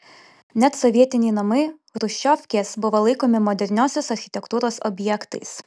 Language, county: Lithuanian, Vilnius